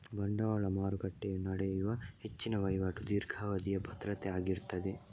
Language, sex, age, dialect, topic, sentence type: Kannada, male, 31-35, Coastal/Dakshin, banking, statement